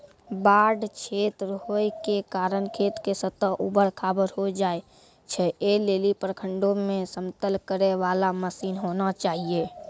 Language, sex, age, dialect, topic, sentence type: Maithili, female, 31-35, Angika, agriculture, question